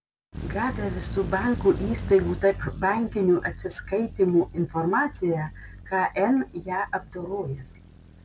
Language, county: Lithuanian, Panevėžys